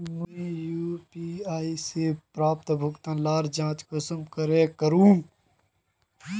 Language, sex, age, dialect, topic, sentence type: Magahi, male, 18-24, Northeastern/Surjapuri, banking, question